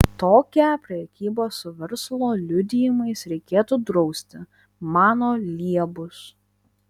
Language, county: Lithuanian, Vilnius